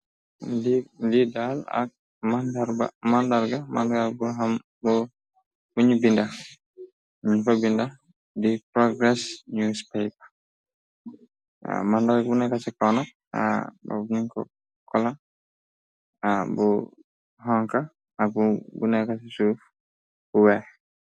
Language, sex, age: Wolof, male, 25-35